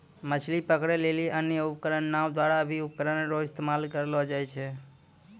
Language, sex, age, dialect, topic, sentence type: Maithili, male, 18-24, Angika, agriculture, statement